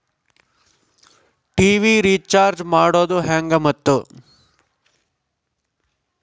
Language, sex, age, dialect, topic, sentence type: Kannada, male, 56-60, Central, banking, question